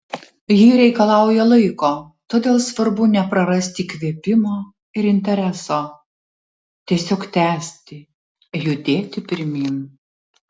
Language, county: Lithuanian, Tauragė